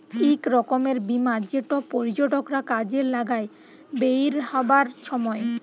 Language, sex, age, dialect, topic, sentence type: Bengali, female, 18-24, Jharkhandi, banking, statement